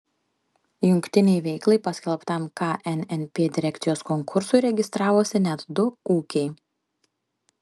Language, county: Lithuanian, Panevėžys